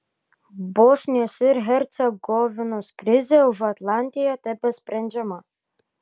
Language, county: Lithuanian, Kaunas